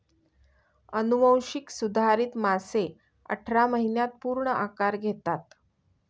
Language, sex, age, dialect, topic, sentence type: Marathi, female, 41-45, Northern Konkan, agriculture, statement